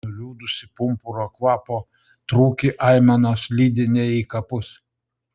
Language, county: Lithuanian, Utena